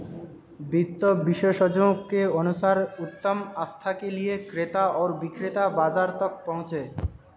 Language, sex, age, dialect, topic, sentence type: Hindi, male, 18-24, Hindustani Malvi Khadi Boli, banking, statement